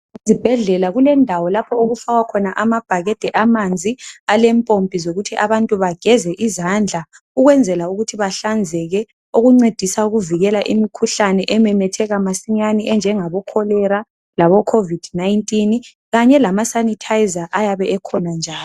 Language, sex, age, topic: North Ndebele, male, 25-35, health